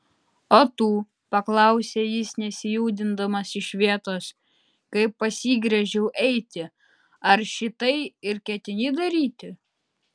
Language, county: Lithuanian, Utena